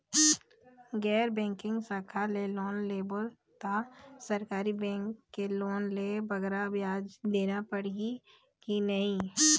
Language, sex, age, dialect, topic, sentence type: Chhattisgarhi, female, 25-30, Eastern, banking, question